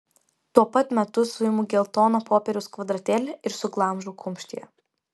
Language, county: Lithuanian, Vilnius